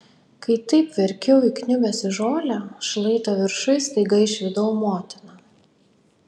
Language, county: Lithuanian, Kaunas